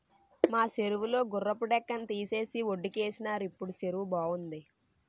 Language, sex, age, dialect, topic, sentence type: Telugu, female, 18-24, Utterandhra, agriculture, statement